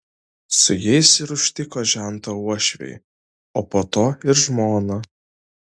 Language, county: Lithuanian, Vilnius